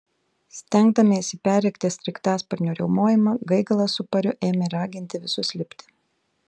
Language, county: Lithuanian, Telšiai